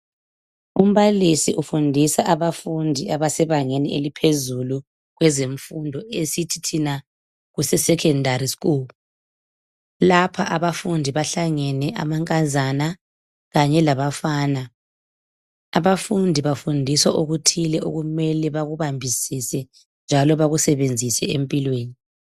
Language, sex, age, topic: North Ndebele, female, 25-35, education